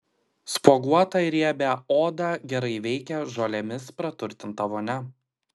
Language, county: Lithuanian, Klaipėda